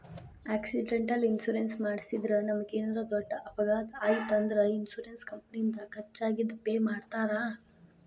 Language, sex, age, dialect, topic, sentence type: Kannada, female, 18-24, Dharwad Kannada, banking, statement